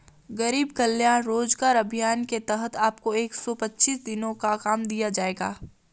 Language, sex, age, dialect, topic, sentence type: Hindi, female, 18-24, Marwari Dhudhari, banking, statement